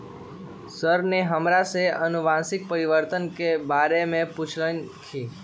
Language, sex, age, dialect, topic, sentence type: Magahi, male, 18-24, Western, agriculture, statement